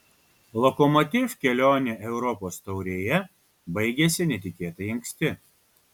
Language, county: Lithuanian, Kaunas